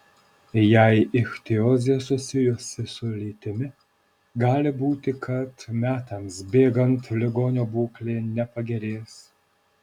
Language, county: Lithuanian, Alytus